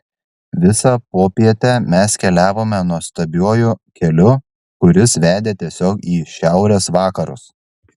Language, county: Lithuanian, Šiauliai